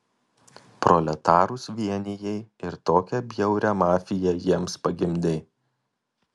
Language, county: Lithuanian, Kaunas